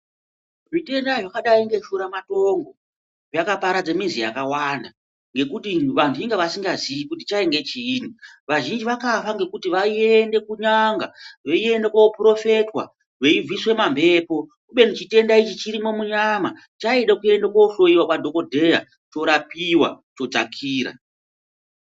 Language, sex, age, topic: Ndau, female, 36-49, health